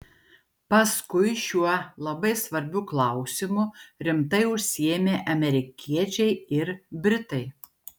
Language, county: Lithuanian, Šiauliai